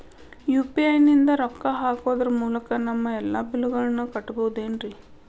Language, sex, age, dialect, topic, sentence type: Kannada, female, 31-35, Dharwad Kannada, banking, question